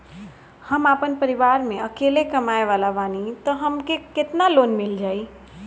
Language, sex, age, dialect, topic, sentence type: Bhojpuri, female, 60-100, Northern, banking, question